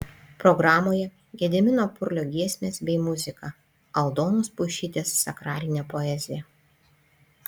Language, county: Lithuanian, Panevėžys